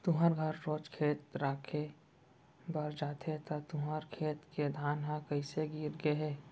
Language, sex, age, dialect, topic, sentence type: Chhattisgarhi, female, 25-30, Central, agriculture, statement